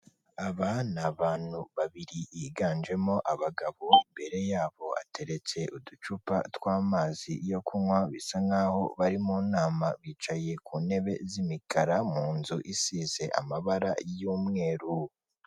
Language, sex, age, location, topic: Kinyarwanda, female, 18-24, Kigali, government